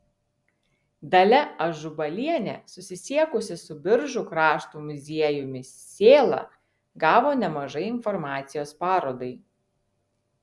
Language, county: Lithuanian, Vilnius